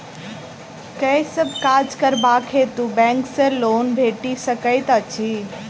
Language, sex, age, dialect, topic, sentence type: Maithili, female, 18-24, Southern/Standard, banking, question